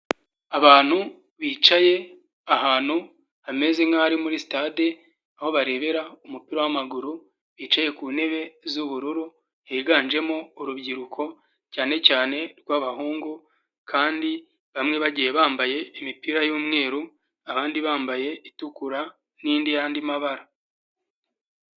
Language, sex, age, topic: Kinyarwanda, male, 25-35, government